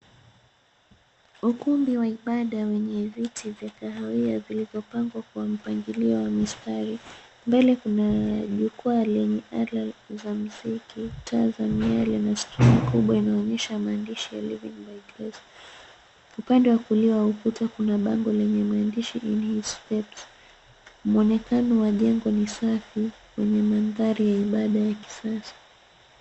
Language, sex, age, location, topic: Swahili, female, 25-35, Mombasa, government